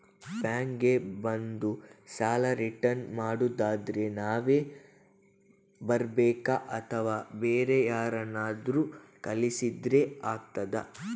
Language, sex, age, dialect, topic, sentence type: Kannada, female, 18-24, Coastal/Dakshin, banking, question